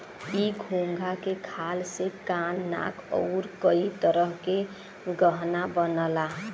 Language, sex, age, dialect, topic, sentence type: Bhojpuri, female, 18-24, Western, agriculture, statement